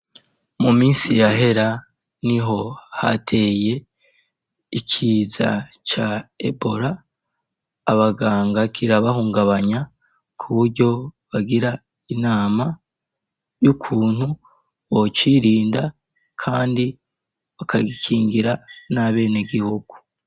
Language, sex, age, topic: Rundi, male, 18-24, education